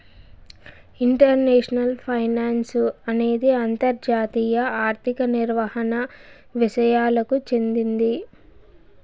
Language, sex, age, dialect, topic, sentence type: Telugu, female, 18-24, Southern, banking, statement